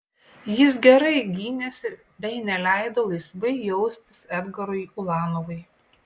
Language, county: Lithuanian, Klaipėda